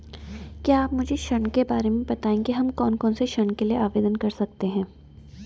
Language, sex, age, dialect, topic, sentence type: Hindi, female, 18-24, Garhwali, banking, question